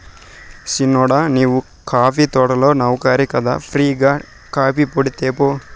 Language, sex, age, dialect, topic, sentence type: Telugu, male, 18-24, Southern, agriculture, statement